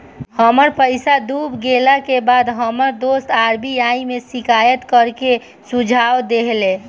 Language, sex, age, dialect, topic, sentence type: Bhojpuri, female, 18-24, Northern, banking, statement